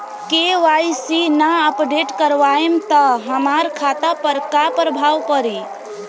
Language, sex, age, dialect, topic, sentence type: Bhojpuri, female, <18, Southern / Standard, banking, question